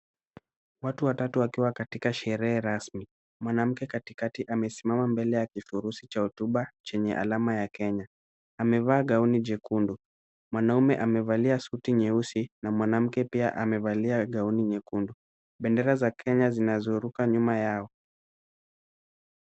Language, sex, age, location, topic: Swahili, male, 18-24, Kisumu, government